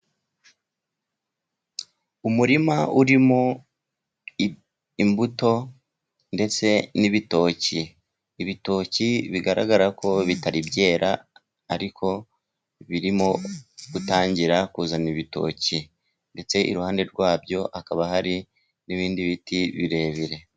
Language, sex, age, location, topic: Kinyarwanda, male, 36-49, Musanze, agriculture